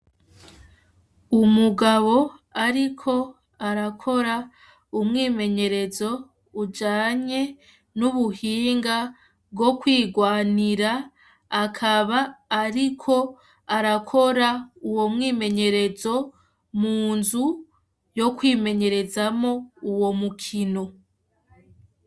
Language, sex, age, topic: Rundi, female, 25-35, education